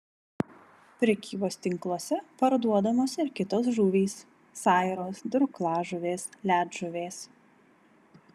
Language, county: Lithuanian, Vilnius